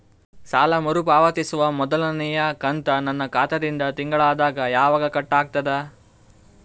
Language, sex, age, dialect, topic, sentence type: Kannada, male, 18-24, Northeastern, banking, question